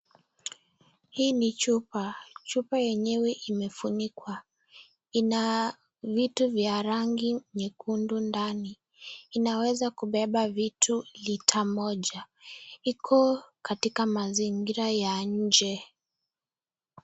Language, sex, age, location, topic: Swahili, female, 18-24, Nakuru, health